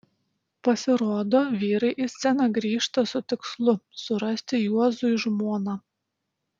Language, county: Lithuanian, Utena